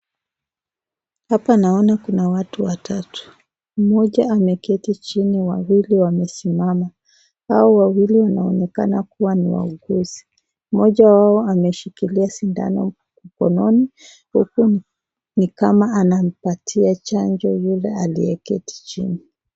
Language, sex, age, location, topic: Swahili, female, 25-35, Nakuru, health